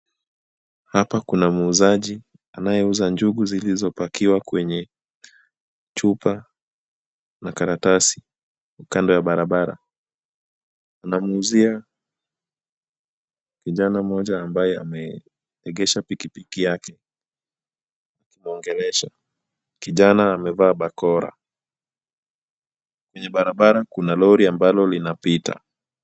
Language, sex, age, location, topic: Swahili, male, 25-35, Kisumu, health